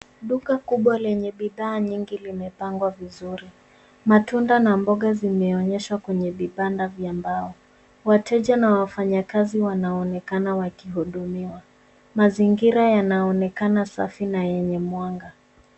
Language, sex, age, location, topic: Swahili, female, 18-24, Nairobi, finance